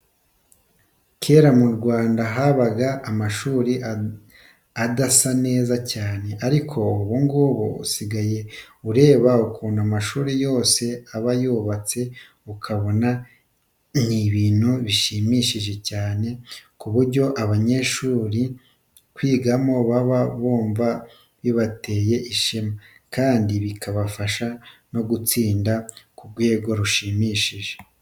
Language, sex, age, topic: Kinyarwanda, male, 25-35, education